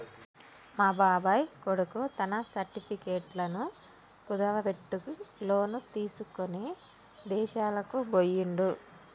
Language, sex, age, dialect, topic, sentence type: Telugu, female, 18-24, Telangana, banking, statement